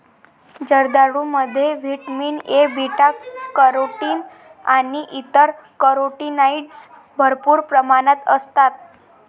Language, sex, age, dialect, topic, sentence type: Marathi, female, 18-24, Varhadi, agriculture, statement